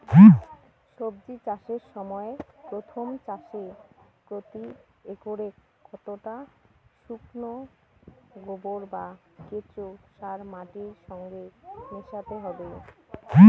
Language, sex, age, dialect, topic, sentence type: Bengali, female, 18-24, Rajbangshi, agriculture, question